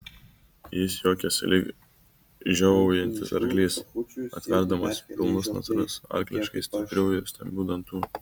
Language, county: Lithuanian, Kaunas